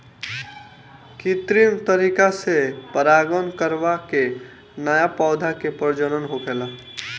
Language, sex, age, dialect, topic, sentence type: Bhojpuri, male, 18-24, Northern, agriculture, statement